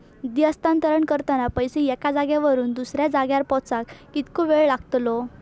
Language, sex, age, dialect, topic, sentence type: Marathi, female, 18-24, Southern Konkan, banking, question